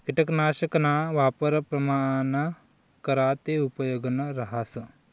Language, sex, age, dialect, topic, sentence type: Marathi, male, 51-55, Northern Konkan, agriculture, statement